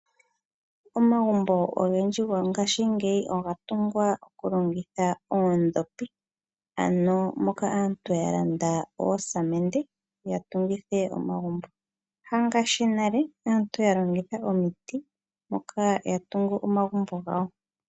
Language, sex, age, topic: Oshiwambo, female, 36-49, agriculture